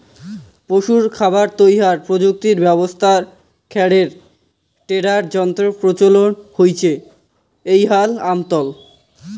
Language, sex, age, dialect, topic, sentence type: Bengali, male, 18-24, Rajbangshi, agriculture, statement